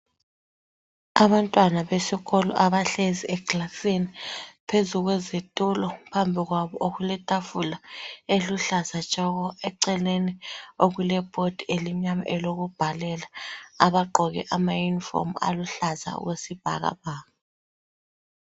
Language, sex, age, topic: North Ndebele, female, 25-35, education